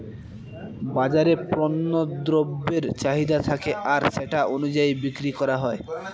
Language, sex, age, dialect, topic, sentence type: Bengali, male, 18-24, Northern/Varendri, banking, statement